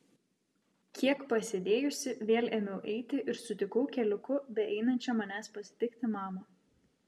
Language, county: Lithuanian, Vilnius